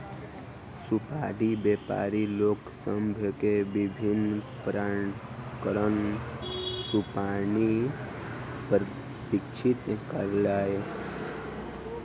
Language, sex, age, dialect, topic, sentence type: Maithili, female, 31-35, Southern/Standard, agriculture, statement